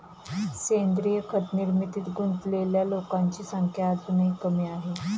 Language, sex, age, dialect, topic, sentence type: Marathi, female, 31-35, Standard Marathi, agriculture, statement